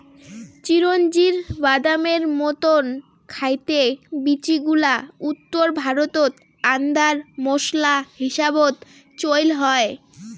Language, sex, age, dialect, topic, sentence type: Bengali, female, 18-24, Rajbangshi, agriculture, statement